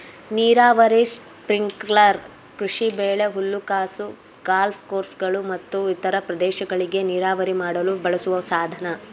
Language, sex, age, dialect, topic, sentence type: Kannada, female, 18-24, Mysore Kannada, agriculture, statement